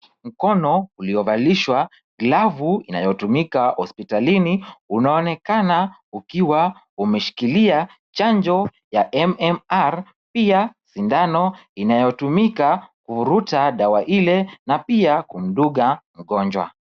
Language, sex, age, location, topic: Swahili, male, 25-35, Kisumu, health